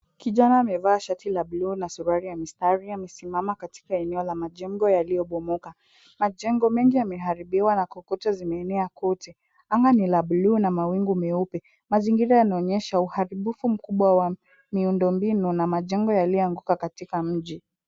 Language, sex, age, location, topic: Swahili, female, 18-24, Kisumu, health